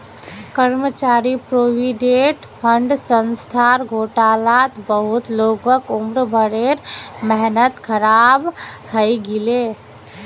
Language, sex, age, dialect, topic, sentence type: Magahi, female, 18-24, Northeastern/Surjapuri, banking, statement